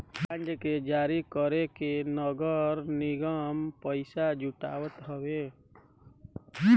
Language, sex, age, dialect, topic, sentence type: Bhojpuri, male, 18-24, Southern / Standard, banking, statement